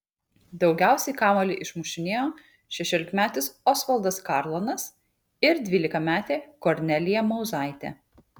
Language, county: Lithuanian, Kaunas